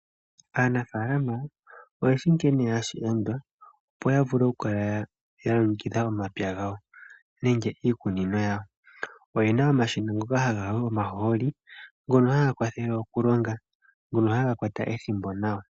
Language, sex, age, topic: Oshiwambo, female, 18-24, agriculture